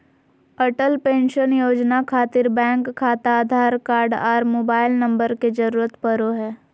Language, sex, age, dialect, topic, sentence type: Magahi, female, 18-24, Southern, banking, statement